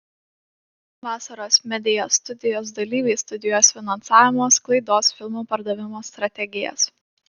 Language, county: Lithuanian, Panevėžys